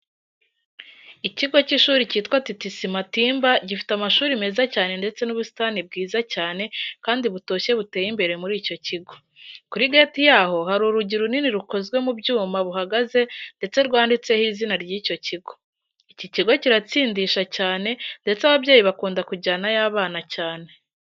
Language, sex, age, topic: Kinyarwanda, female, 18-24, education